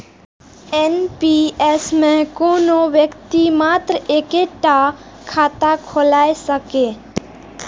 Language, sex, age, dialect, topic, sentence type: Maithili, female, 18-24, Eastern / Thethi, banking, statement